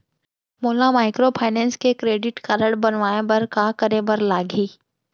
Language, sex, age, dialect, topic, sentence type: Chhattisgarhi, female, 31-35, Central, banking, question